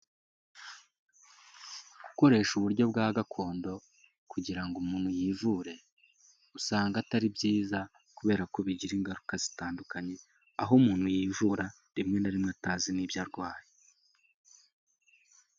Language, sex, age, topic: Kinyarwanda, male, 18-24, health